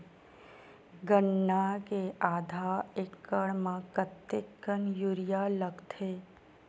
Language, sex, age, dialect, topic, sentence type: Chhattisgarhi, female, 25-30, Western/Budati/Khatahi, agriculture, question